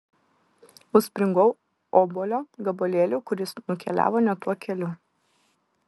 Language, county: Lithuanian, Vilnius